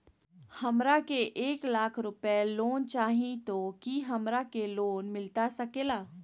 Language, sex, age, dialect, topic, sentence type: Magahi, female, 18-24, Southern, banking, question